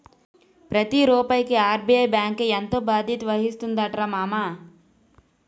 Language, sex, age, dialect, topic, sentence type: Telugu, female, 18-24, Utterandhra, banking, statement